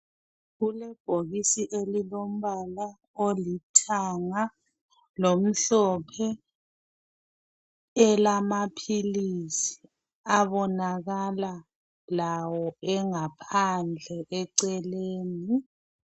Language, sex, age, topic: North Ndebele, female, 36-49, health